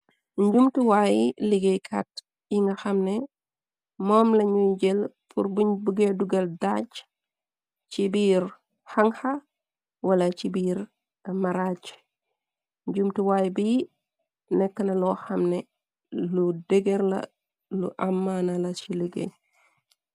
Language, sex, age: Wolof, female, 36-49